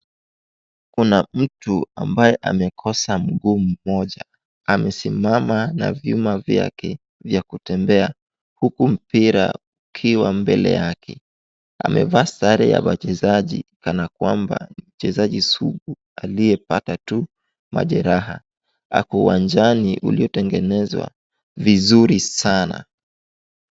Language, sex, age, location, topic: Swahili, male, 18-24, Wajir, education